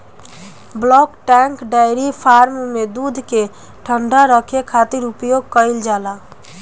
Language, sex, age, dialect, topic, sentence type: Bhojpuri, female, 18-24, Southern / Standard, agriculture, statement